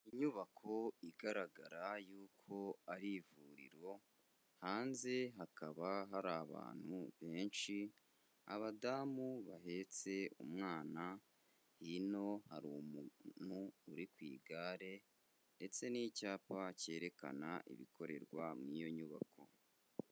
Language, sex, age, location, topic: Kinyarwanda, male, 25-35, Kigali, health